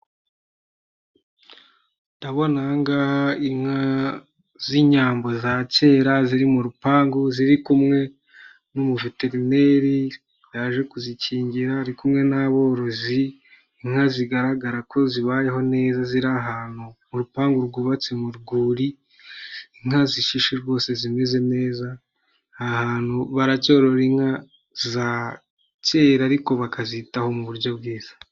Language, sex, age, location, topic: Kinyarwanda, male, 18-24, Nyagatare, agriculture